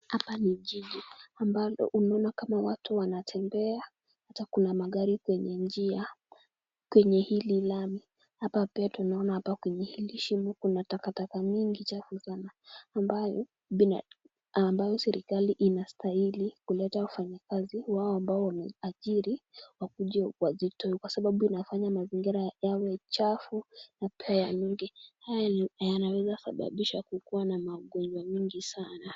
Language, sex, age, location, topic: Swahili, female, 18-24, Kisumu, government